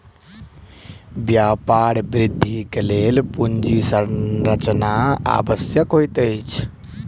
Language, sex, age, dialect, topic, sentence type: Maithili, male, 18-24, Southern/Standard, banking, statement